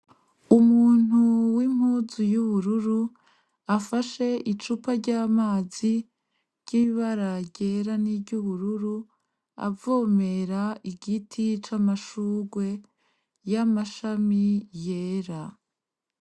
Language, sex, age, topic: Rundi, female, 25-35, agriculture